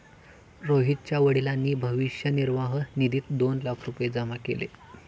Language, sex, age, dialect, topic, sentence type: Marathi, male, 18-24, Standard Marathi, banking, statement